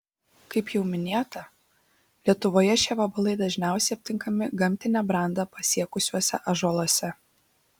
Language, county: Lithuanian, Šiauliai